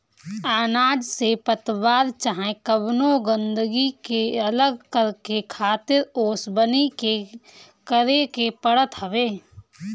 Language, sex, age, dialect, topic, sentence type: Bhojpuri, female, 31-35, Northern, agriculture, statement